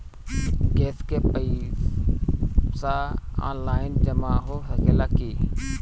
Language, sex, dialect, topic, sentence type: Bhojpuri, male, Northern, banking, question